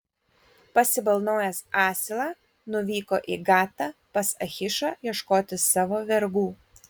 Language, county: Lithuanian, Kaunas